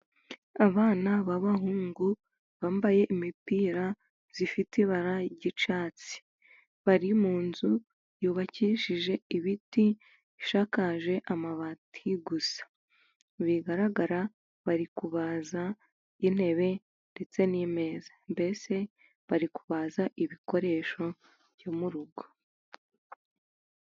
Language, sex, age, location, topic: Kinyarwanda, female, 18-24, Musanze, education